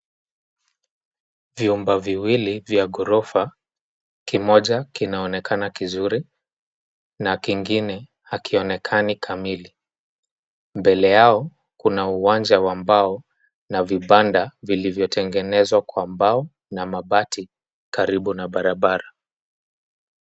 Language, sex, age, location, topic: Swahili, male, 25-35, Nairobi, finance